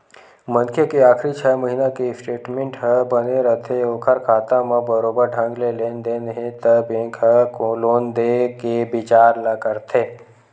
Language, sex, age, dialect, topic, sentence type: Chhattisgarhi, male, 18-24, Western/Budati/Khatahi, banking, statement